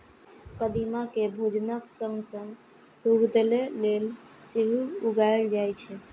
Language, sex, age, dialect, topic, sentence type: Maithili, female, 51-55, Eastern / Thethi, agriculture, statement